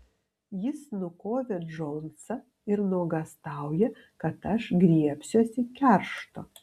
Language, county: Lithuanian, Kaunas